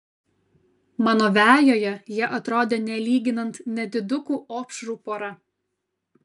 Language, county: Lithuanian, Kaunas